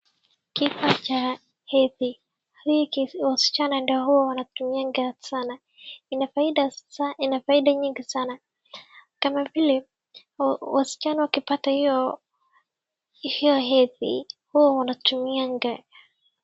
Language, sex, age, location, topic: Swahili, female, 36-49, Wajir, health